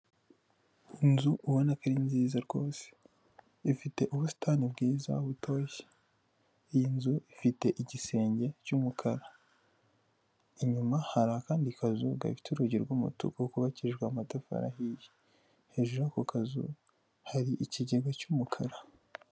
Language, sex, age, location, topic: Kinyarwanda, male, 18-24, Kigali, finance